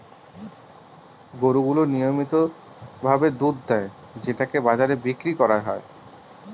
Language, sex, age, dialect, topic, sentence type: Bengali, male, 31-35, Northern/Varendri, agriculture, statement